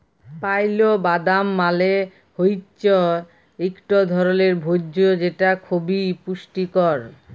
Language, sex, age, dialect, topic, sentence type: Bengali, female, 36-40, Jharkhandi, agriculture, statement